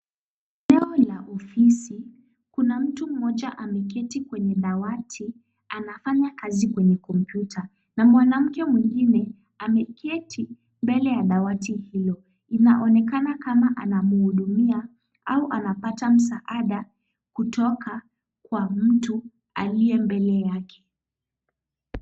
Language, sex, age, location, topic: Swahili, female, 18-24, Kisumu, government